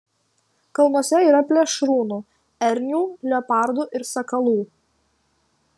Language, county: Lithuanian, Kaunas